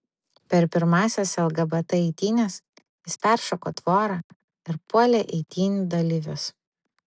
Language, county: Lithuanian, Vilnius